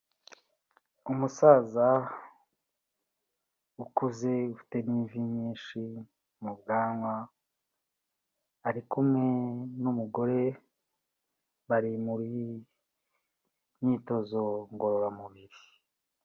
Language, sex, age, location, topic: Kinyarwanda, male, 36-49, Kigali, health